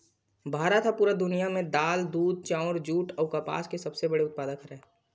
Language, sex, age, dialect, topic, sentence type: Chhattisgarhi, male, 18-24, Western/Budati/Khatahi, agriculture, statement